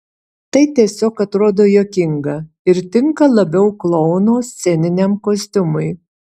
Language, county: Lithuanian, Utena